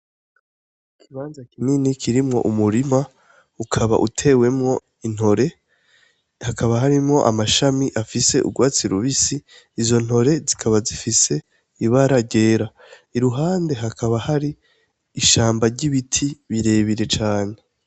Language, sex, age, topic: Rundi, male, 18-24, agriculture